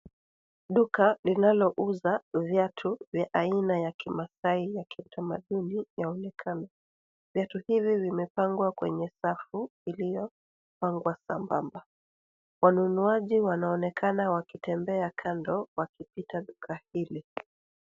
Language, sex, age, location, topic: Swahili, female, 36-49, Nairobi, finance